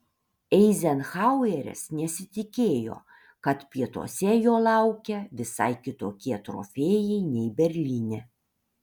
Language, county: Lithuanian, Panevėžys